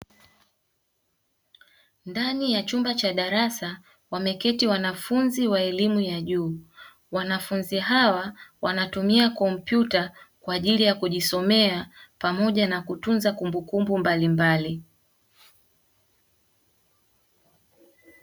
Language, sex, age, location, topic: Swahili, female, 18-24, Dar es Salaam, education